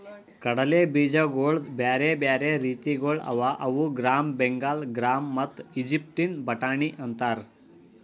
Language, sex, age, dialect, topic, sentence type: Kannada, male, 18-24, Northeastern, agriculture, statement